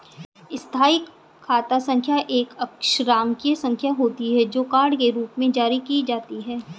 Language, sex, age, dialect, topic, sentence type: Hindi, female, 36-40, Hindustani Malvi Khadi Boli, banking, statement